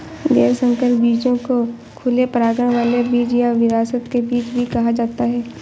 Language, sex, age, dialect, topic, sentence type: Hindi, female, 18-24, Awadhi Bundeli, agriculture, statement